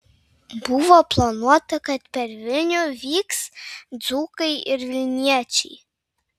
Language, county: Lithuanian, Vilnius